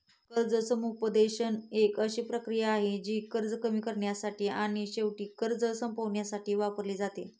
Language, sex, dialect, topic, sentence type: Marathi, female, Standard Marathi, banking, statement